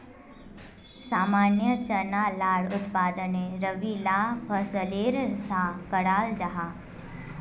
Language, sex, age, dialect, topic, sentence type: Magahi, female, 18-24, Northeastern/Surjapuri, agriculture, statement